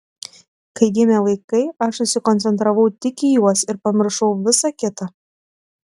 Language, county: Lithuanian, Tauragė